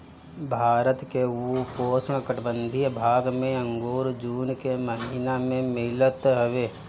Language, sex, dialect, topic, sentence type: Bhojpuri, male, Northern, agriculture, statement